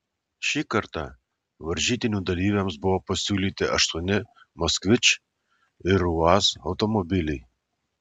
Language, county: Lithuanian, Alytus